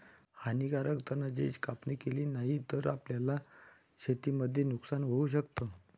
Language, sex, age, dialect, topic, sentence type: Marathi, male, 46-50, Northern Konkan, agriculture, statement